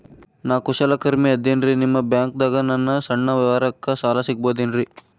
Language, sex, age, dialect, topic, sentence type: Kannada, male, 18-24, Dharwad Kannada, banking, question